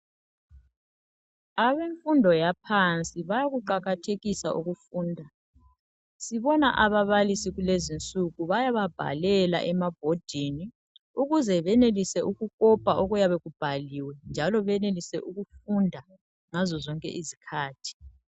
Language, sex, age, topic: North Ndebele, male, 36-49, education